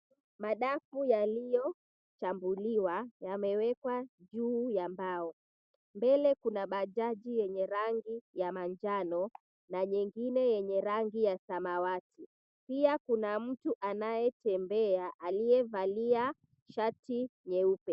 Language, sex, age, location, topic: Swahili, female, 25-35, Mombasa, agriculture